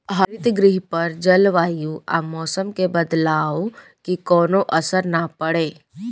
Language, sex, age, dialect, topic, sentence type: Bhojpuri, female, 18-24, Southern / Standard, agriculture, statement